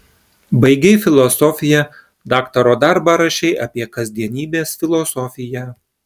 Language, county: Lithuanian, Klaipėda